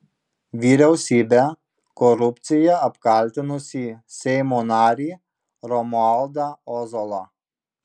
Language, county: Lithuanian, Marijampolė